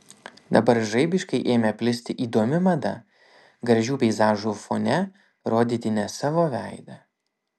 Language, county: Lithuanian, Vilnius